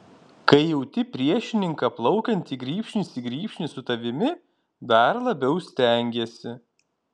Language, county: Lithuanian, Kaunas